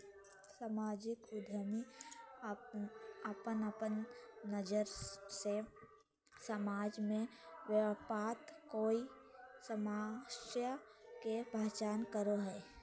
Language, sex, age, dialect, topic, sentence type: Magahi, female, 25-30, Southern, banking, statement